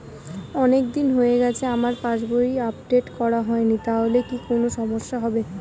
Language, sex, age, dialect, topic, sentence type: Bengali, female, 25-30, Standard Colloquial, banking, question